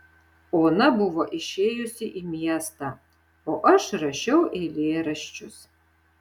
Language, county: Lithuanian, Šiauliai